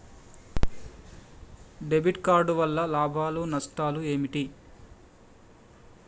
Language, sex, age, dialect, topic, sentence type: Telugu, male, 25-30, Telangana, banking, question